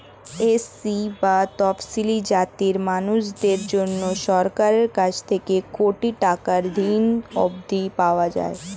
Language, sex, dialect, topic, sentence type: Bengali, female, Standard Colloquial, banking, statement